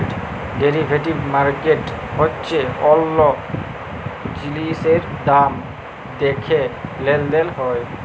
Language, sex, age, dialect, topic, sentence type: Bengali, male, 18-24, Jharkhandi, banking, statement